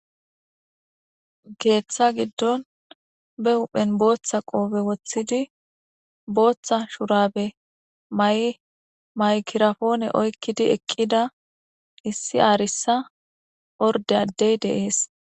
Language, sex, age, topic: Gamo, female, 18-24, government